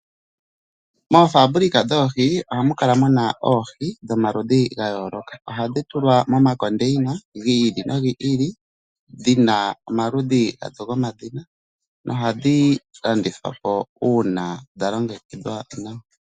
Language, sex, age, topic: Oshiwambo, male, 25-35, agriculture